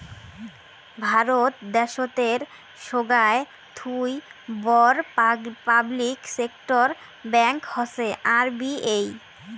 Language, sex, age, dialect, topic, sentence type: Bengali, female, 18-24, Rajbangshi, banking, statement